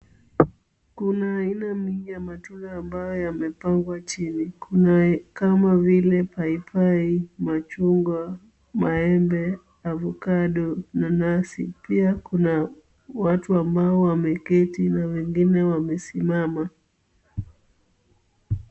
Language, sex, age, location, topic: Swahili, female, 25-35, Kisumu, finance